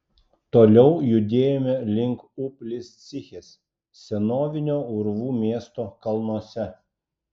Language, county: Lithuanian, Klaipėda